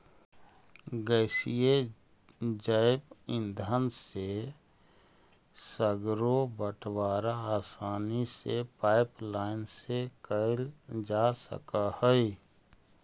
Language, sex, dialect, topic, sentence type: Magahi, male, Central/Standard, banking, statement